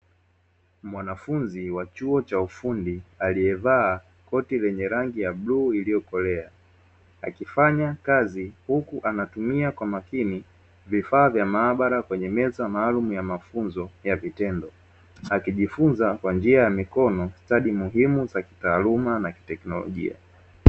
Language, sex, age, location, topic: Swahili, male, 18-24, Dar es Salaam, education